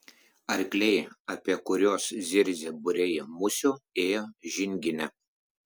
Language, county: Lithuanian, Klaipėda